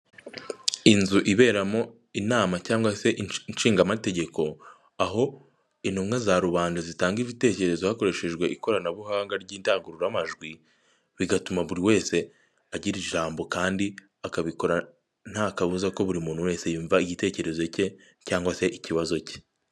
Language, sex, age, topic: Kinyarwanda, male, 18-24, government